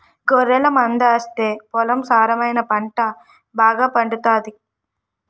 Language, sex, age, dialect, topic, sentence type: Telugu, female, 18-24, Utterandhra, agriculture, statement